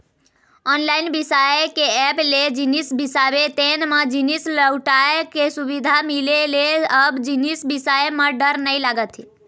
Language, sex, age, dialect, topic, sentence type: Chhattisgarhi, female, 18-24, Eastern, banking, statement